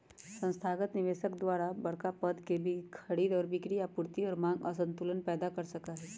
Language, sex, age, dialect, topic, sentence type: Magahi, female, 25-30, Western, banking, statement